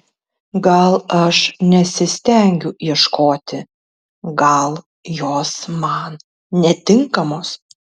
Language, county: Lithuanian, Tauragė